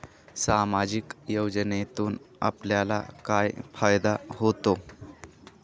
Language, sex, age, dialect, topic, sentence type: Marathi, male, 18-24, Northern Konkan, banking, question